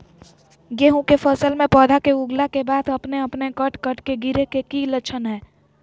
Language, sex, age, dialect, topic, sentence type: Magahi, female, 18-24, Southern, agriculture, question